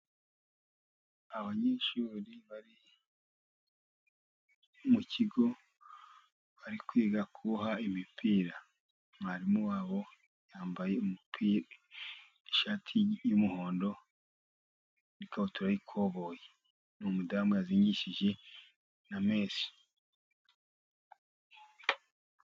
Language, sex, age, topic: Kinyarwanda, male, 50+, education